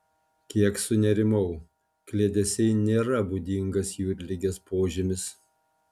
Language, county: Lithuanian, Panevėžys